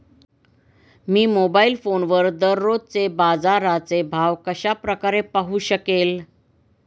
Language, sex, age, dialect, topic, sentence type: Marathi, female, 51-55, Standard Marathi, agriculture, question